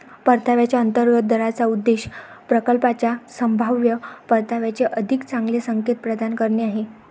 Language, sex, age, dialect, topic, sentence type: Marathi, female, 25-30, Varhadi, banking, statement